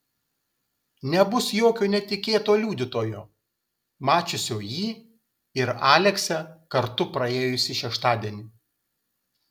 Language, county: Lithuanian, Kaunas